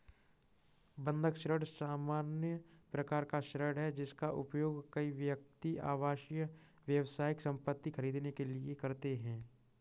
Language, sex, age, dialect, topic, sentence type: Hindi, male, 36-40, Kanauji Braj Bhasha, banking, statement